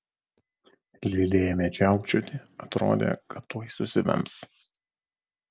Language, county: Lithuanian, Vilnius